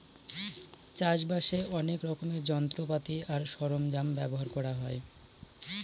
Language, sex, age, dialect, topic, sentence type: Bengali, male, 18-24, Northern/Varendri, agriculture, statement